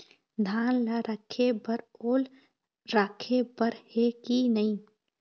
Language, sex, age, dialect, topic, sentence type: Chhattisgarhi, female, 25-30, Eastern, agriculture, question